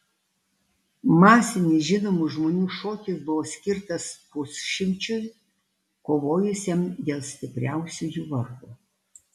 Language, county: Lithuanian, Alytus